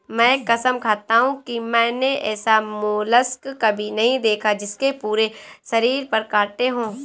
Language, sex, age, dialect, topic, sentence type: Hindi, female, 18-24, Awadhi Bundeli, agriculture, statement